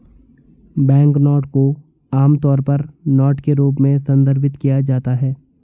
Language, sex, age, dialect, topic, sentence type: Hindi, male, 18-24, Hindustani Malvi Khadi Boli, banking, statement